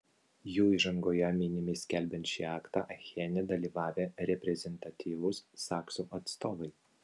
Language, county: Lithuanian, Vilnius